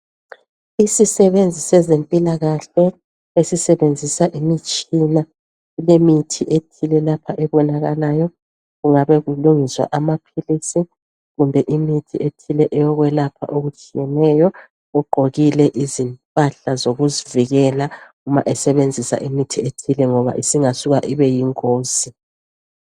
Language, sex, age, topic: North Ndebele, female, 50+, health